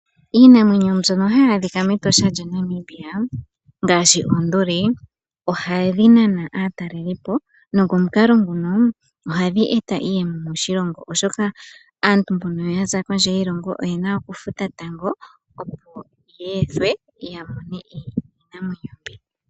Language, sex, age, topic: Oshiwambo, male, 18-24, agriculture